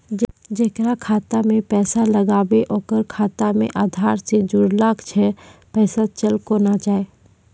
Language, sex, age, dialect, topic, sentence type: Maithili, female, 18-24, Angika, banking, question